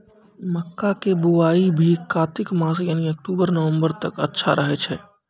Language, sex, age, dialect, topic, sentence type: Maithili, male, 25-30, Angika, agriculture, question